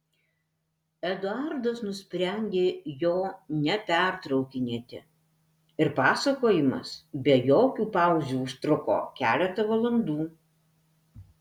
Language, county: Lithuanian, Alytus